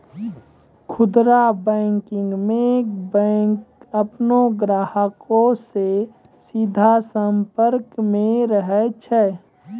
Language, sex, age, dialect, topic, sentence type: Maithili, male, 25-30, Angika, banking, statement